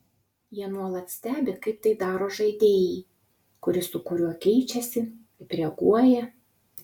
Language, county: Lithuanian, Utena